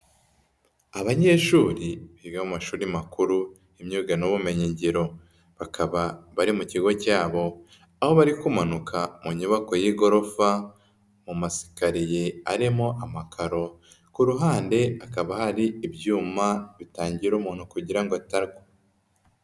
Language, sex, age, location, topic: Kinyarwanda, female, 18-24, Nyagatare, education